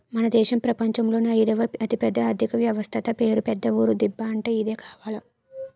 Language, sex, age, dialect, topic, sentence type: Telugu, female, 18-24, Utterandhra, banking, statement